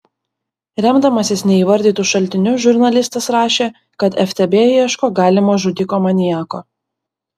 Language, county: Lithuanian, Vilnius